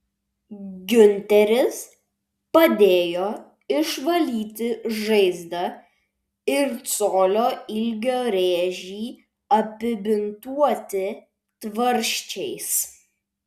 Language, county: Lithuanian, Vilnius